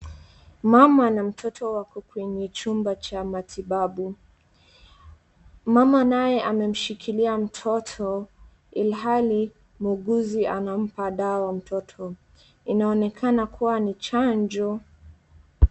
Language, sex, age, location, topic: Swahili, female, 18-24, Wajir, health